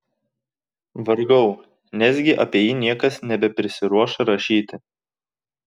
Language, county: Lithuanian, Tauragė